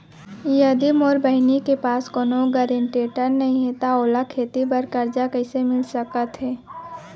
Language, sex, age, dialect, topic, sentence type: Chhattisgarhi, female, 18-24, Central, agriculture, statement